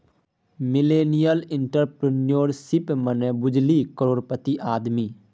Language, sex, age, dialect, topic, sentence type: Maithili, male, 18-24, Bajjika, banking, statement